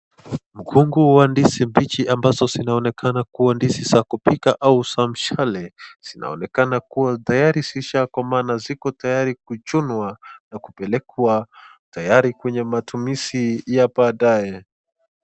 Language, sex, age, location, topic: Swahili, male, 25-35, Nakuru, agriculture